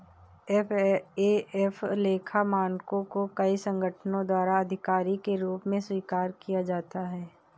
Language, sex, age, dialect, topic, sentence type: Hindi, female, 41-45, Awadhi Bundeli, banking, statement